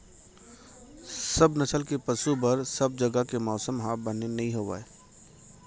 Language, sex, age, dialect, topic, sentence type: Chhattisgarhi, male, 25-30, Central, agriculture, statement